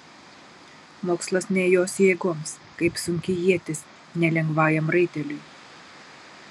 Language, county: Lithuanian, Marijampolė